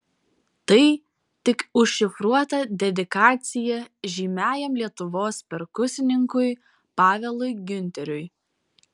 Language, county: Lithuanian, Vilnius